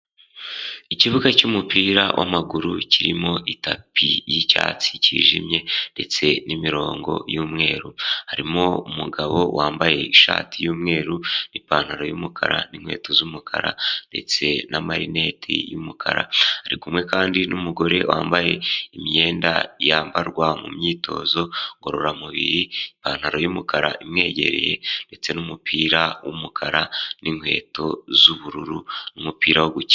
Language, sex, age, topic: Kinyarwanda, male, 18-24, government